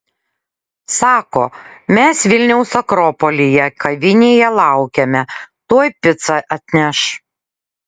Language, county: Lithuanian, Kaunas